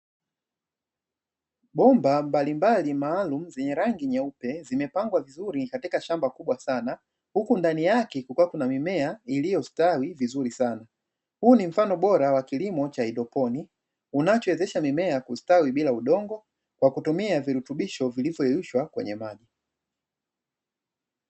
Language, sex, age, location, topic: Swahili, male, 25-35, Dar es Salaam, agriculture